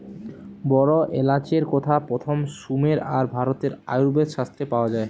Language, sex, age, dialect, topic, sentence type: Bengali, male, 18-24, Western, agriculture, statement